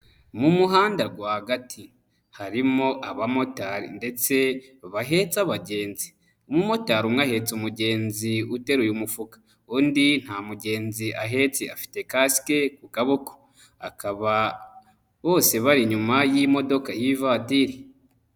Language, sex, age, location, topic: Kinyarwanda, male, 25-35, Nyagatare, finance